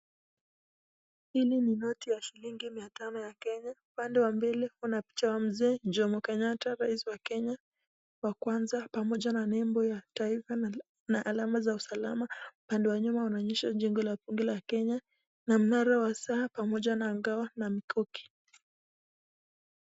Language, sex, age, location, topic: Swahili, female, 25-35, Nakuru, finance